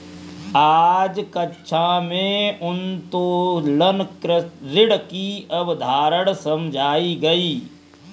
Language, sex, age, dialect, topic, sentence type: Hindi, male, 25-30, Kanauji Braj Bhasha, banking, statement